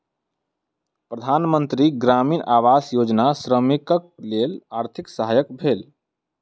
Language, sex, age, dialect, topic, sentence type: Maithili, male, 25-30, Southern/Standard, agriculture, statement